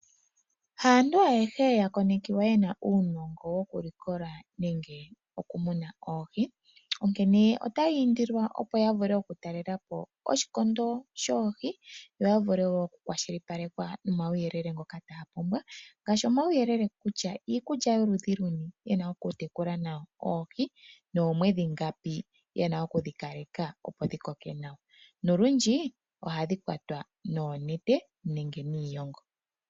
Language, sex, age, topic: Oshiwambo, female, 25-35, agriculture